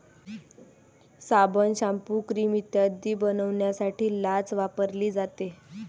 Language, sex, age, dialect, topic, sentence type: Marathi, female, 18-24, Varhadi, agriculture, statement